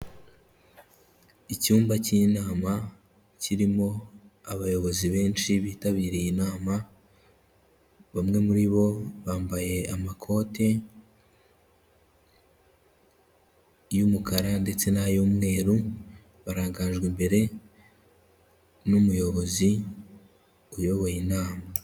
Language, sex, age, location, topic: Kinyarwanda, male, 18-24, Kigali, health